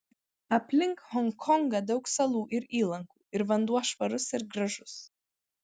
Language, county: Lithuanian, Vilnius